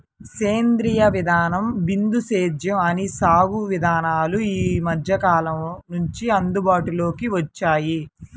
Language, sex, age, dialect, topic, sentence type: Telugu, female, 25-30, Central/Coastal, agriculture, statement